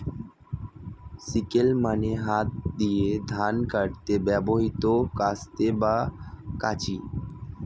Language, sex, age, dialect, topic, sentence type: Bengali, male, 25-30, Standard Colloquial, agriculture, statement